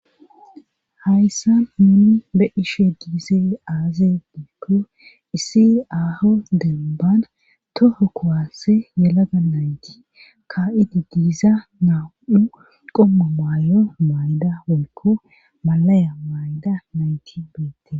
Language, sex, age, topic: Gamo, female, 25-35, government